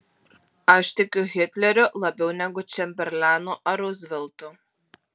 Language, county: Lithuanian, Alytus